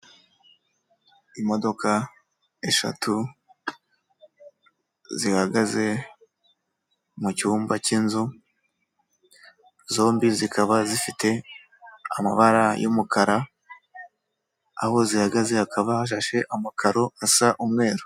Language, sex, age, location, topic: Kinyarwanda, male, 18-24, Kigali, finance